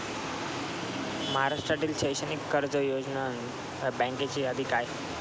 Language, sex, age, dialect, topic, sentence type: Marathi, male, 25-30, Standard Marathi, banking, question